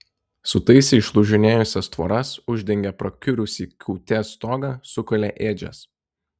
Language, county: Lithuanian, Telšiai